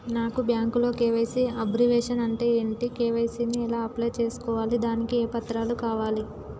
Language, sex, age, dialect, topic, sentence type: Telugu, female, 18-24, Telangana, banking, question